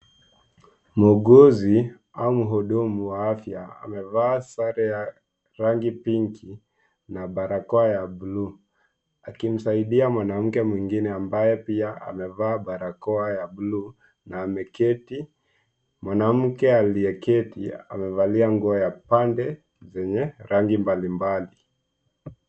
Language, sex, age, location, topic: Swahili, male, 18-24, Nairobi, health